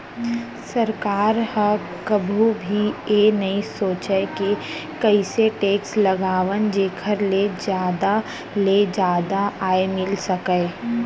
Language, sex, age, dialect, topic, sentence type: Chhattisgarhi, female, 60-100, Central, banking, statement